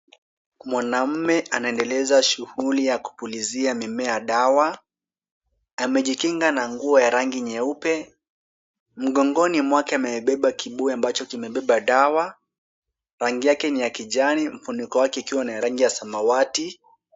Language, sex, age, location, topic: Swahili, male, 18-24, Kisumu, health